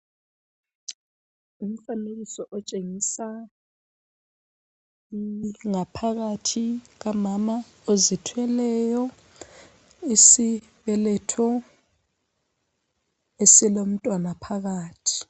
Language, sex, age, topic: North Ndebele, female, 25-35, health